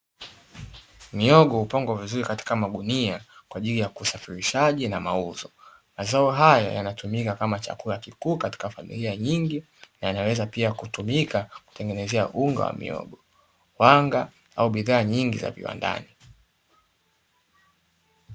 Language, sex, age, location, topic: Swahili, male, 18-24, Dar es Salaam, agriculture